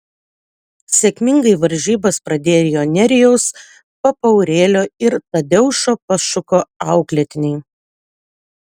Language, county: Lithuanian, Utena